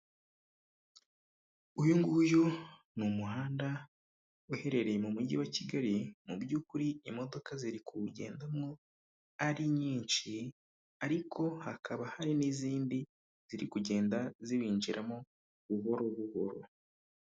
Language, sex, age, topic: Kinyarwanda, male, 25-35, government